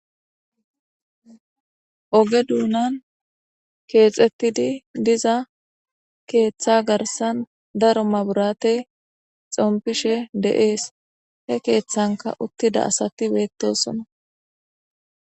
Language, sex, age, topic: Gamo, female, 25-35, government